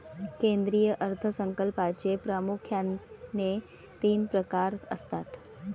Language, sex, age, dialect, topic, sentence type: Marathi, female, 36-40, Varhadi, banking, statement